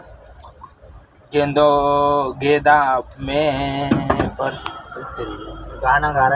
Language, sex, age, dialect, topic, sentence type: Hindi, female, 18-24, Awadhi Bundeli, agriculture, question